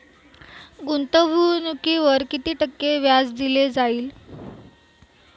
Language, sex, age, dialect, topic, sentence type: Marathi, female, 18-24, Standard Marathi, banking, question